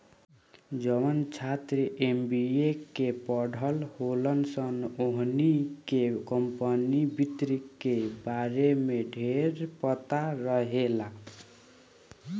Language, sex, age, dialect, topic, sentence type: Bhojpuri, male, 18-24, Southern / Standard, banking, statement